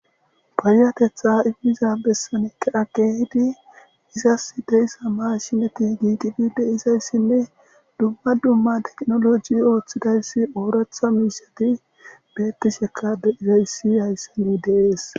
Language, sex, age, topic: Gamo, male, 18-24, government